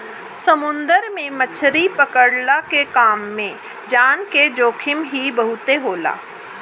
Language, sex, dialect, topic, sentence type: Bhojpuri, female, Northern, agriculture, statement